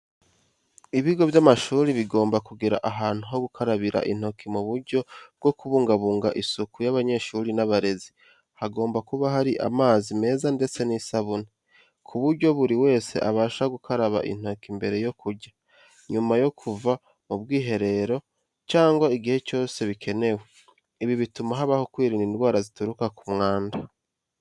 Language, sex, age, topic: Kinyarwanda, male, 25-35, education